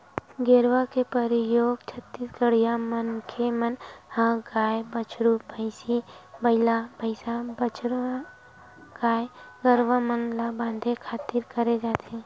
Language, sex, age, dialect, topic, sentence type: Chhattisgarhi, female, 51-55, Western/Budati/Khatahi, agriculture, statement